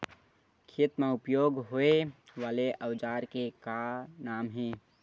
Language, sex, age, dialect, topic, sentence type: Chhattisgarhi, male, 60-100, Western/Budati/Khatahi, agriculture, question